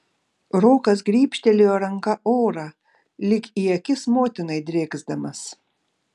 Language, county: Lithuanian, Šiauliai